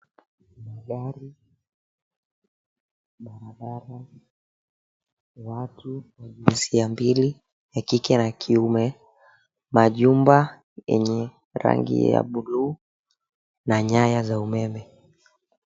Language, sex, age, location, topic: Swahili, male, 18-24, Mombasa, government